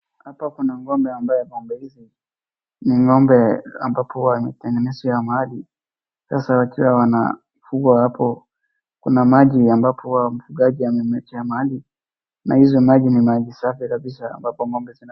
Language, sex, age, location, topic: Swahili, female, 36-49, Wajir, agriculture